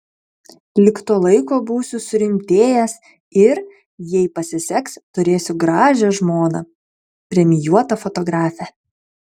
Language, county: Lithuanian, Kaunas